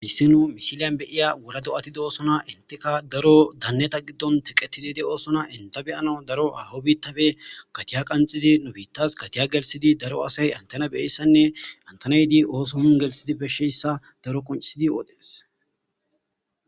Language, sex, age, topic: Gamo, male, 18-24, agriculture